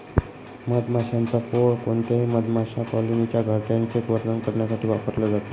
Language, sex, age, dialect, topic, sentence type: Marathi, male, 25-30, Northern Konkan, agriculture, statement